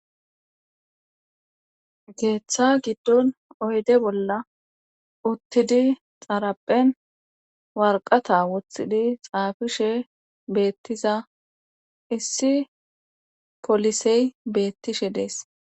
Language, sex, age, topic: Gamo, female, 25-35, government